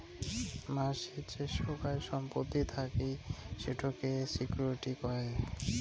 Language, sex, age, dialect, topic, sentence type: Bengali, male, 18-24, Rajbangshi, banking, statement